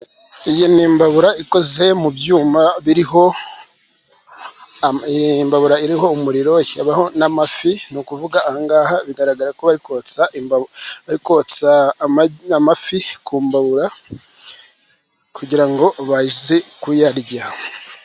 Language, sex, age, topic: Kinyarwanda, male, 36-49, agriculture